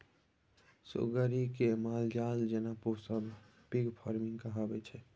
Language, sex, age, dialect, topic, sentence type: Maithili, male, 18-24, Bajjika, agriculture, statement